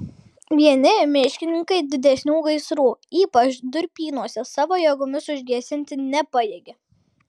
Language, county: Lithuanian, Kaunas